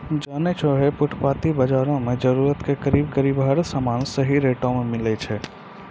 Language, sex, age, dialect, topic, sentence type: Maithili, male, 25-30, Angika, agriculture, statement